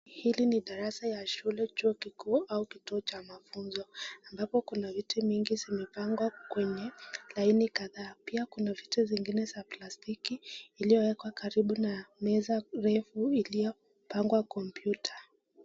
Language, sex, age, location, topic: Swahili, female, 25-35, Nakuru, education